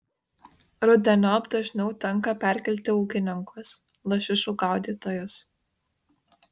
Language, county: Lithuanian, Kaunas